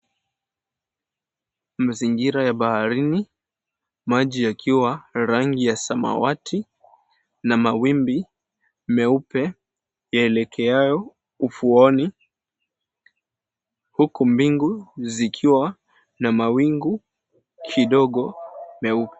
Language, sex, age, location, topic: Swahili, male, 18-24, Mombasa, government